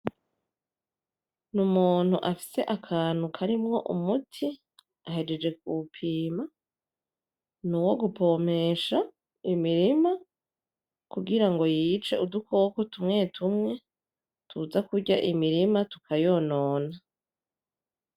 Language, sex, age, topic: Rundi, female, 25-35, agriculture